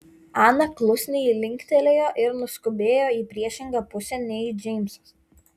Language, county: Lithuanian, Kaunas